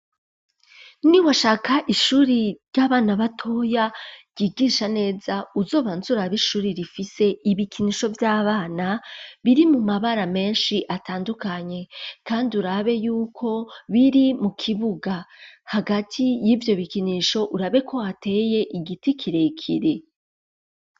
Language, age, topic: Rundi, 25-35, education